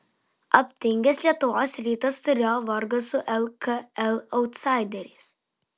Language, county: Lithuanian, Vilnius